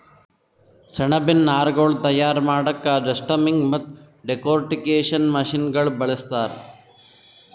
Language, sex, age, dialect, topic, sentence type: Kannada, male, 18-24, Northeastern, agriculture, statement